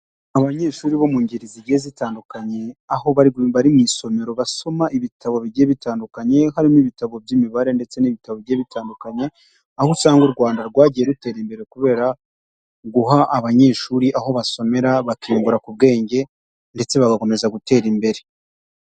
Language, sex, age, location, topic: Kinyarwanda, male, 18-24, Huye, education